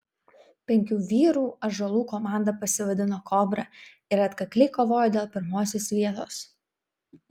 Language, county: Lithuanian, Vilnius